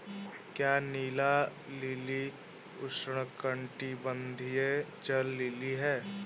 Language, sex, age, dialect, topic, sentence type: Hindi, male, 18-24, Hindustani Malvi Khadi Boli, agriculture, statement